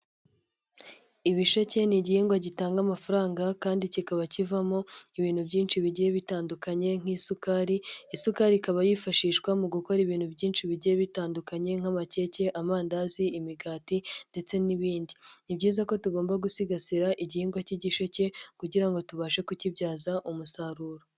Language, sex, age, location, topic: Kinyarwanda, male, 25-35, Nyagatare, agriculture